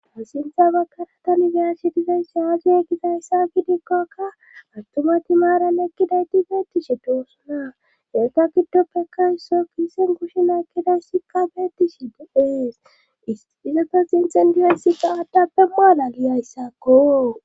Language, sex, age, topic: Gamo, female, 25-35, government